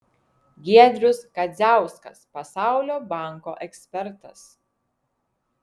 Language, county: Lithuanian, Vilnius